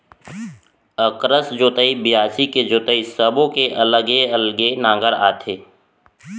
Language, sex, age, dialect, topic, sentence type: Chhattisgarhi, male, 31-35, Central, agriculture, statement